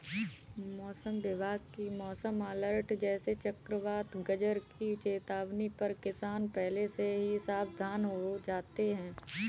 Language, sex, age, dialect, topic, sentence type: Hindi, female, 18-24, Kanauji Braj Bhasha, agriculture, statement